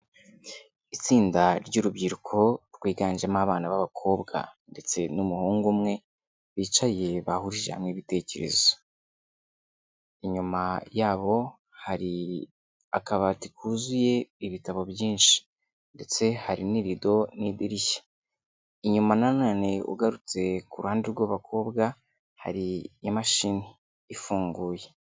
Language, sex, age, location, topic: Kinyarwanda, male, 25-35, Kigali, education